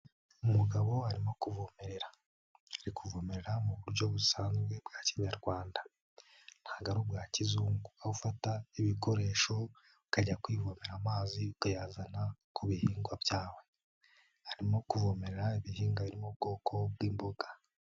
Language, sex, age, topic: Kinyarwanda, male, 18-24, agriculture